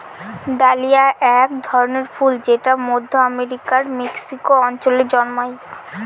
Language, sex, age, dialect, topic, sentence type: Bengali, female, 18-24, Northern/Varendri, agriculture, statement